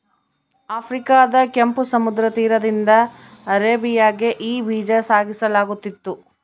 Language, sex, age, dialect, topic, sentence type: Kannada, female, 31-35, Central, agriculture, statement